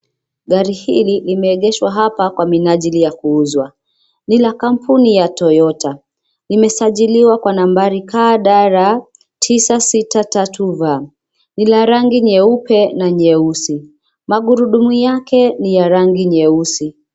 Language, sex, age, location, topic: Swahili, female, 25-35, Nairobi, finance